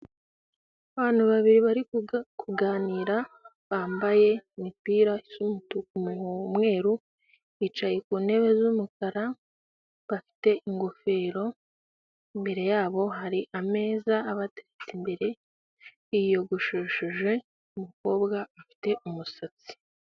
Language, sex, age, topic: Kinyarwanda, female, 18-24, finance